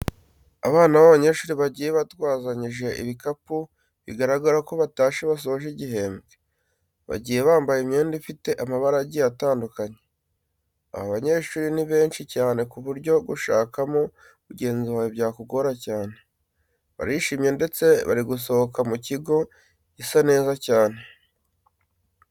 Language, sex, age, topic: Kinyarwanda, male, 18-24, education